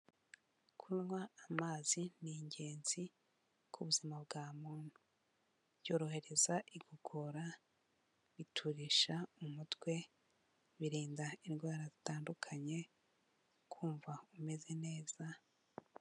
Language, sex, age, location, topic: Kinyarwanda, female, 25-35, Kigali, health